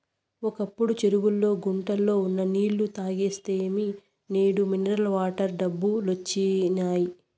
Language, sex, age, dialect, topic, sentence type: Telugu, female, 56-60, Southern, agriculture, statement